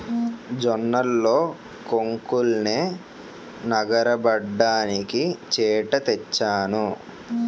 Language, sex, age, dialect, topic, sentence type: Telugu, male, 18-24, Utterandhra, agriculture, statement